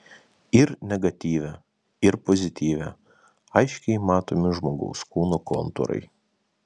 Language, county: Lithuanian, Vilnius